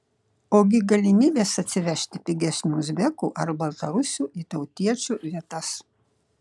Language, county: Lithuanian, Šiauliai